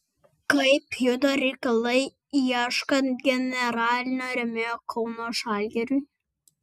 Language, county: Lithuanian, Vilnius